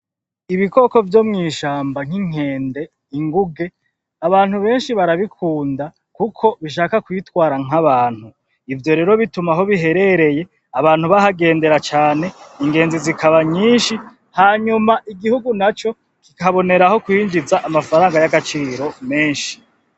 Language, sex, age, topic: Rundi, male, 36-49, agriculture